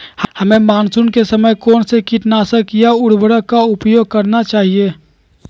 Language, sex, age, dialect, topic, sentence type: Magahi, male, 18-24, Western, agriculture, question